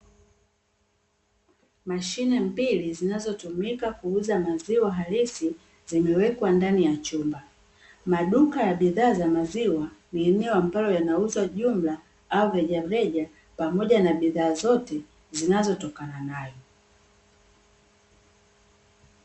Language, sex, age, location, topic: Swahili, female, 36-49, Dar es Salaam, finance